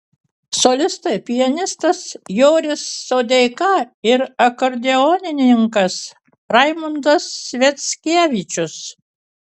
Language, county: Lithuanian, Kaunas